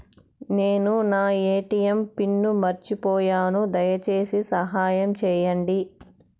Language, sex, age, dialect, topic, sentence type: Telugu, female, 31-35, Southern, banking, statement